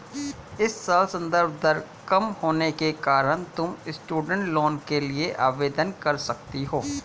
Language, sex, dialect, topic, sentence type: Hindi, male, Hindustani Malvi Khadi Boli, banking, statement